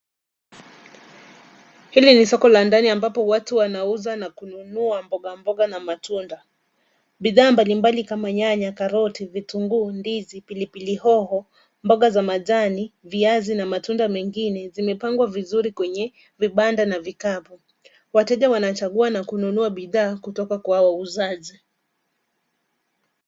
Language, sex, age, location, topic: Swahili, female, 25-35, Nairobi, finance